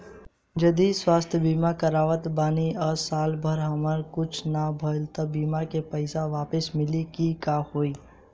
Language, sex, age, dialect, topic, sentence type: Bhojpuri, male, 18-24, Southern / Standard, banking, question